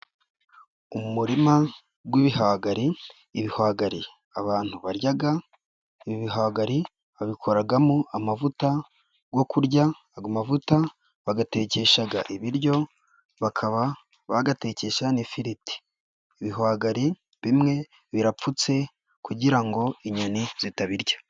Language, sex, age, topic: Kinyarwanda, male, 25-35, agriculture